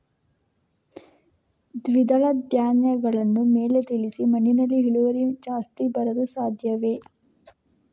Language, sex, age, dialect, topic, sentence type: Kannada, female, 51-55, Coastal/Dakshin, agriculture, question